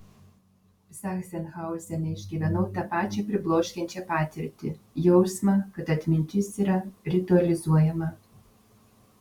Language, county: Lithuanian, Vilnius